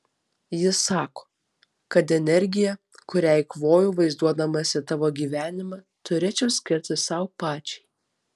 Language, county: Lithuanian, Alytus